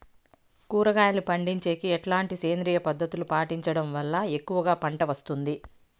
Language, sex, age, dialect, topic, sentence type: Telugu, female, 51-55, Southern, agriculture, question